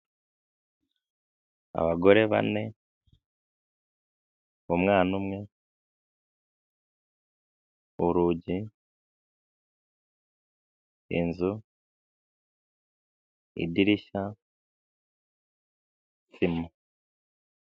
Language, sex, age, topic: Kinyarwanda, male, 25-35, finance